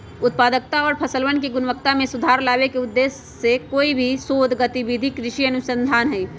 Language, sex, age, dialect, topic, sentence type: Magahi, male, 36-40, Western, agriculture, statement